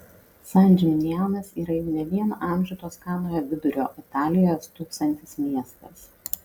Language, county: Lithuanian, Kaunas